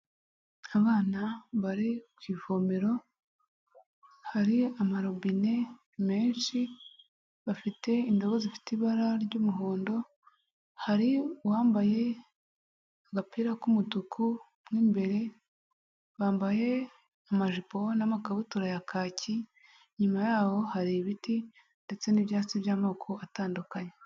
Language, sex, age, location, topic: Kinyarwanda, female, 36-49, Huye, health